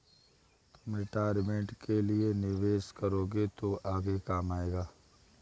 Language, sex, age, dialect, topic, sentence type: Hindi, male, 18-24, Awadhi Bundeli, banking, statement